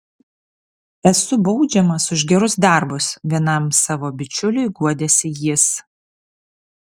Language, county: Lithuanian, Vilnius